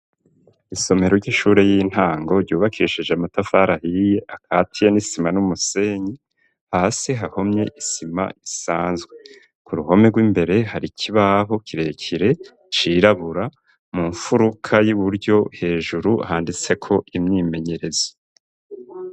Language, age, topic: Rundi, 50+, education